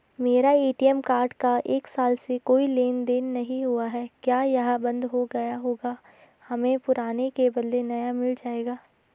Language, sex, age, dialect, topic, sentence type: Hindi, female, 18-24, Garhwali, banking, question